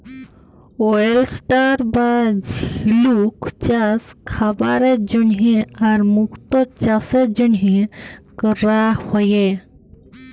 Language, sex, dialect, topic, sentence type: Bengali, female, Jharkhandi, agriculture, statement